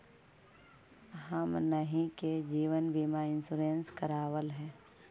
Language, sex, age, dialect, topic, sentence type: Magahi, male, 31-35, Central/Standard, banking, question